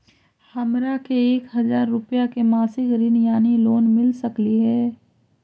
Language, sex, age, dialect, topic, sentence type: Magahi, female, 51-55, Central/Standard, banking, question